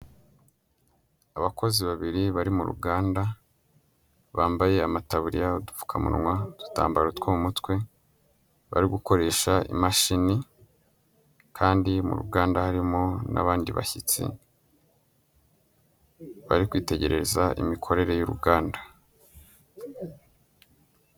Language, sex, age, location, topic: Kinyarwanda, male, 18-24, Huye, health